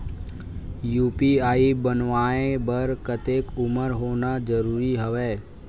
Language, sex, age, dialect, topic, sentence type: Chhattisgarhi, male, 41-45, Western/Budati/Khatahi, banking, question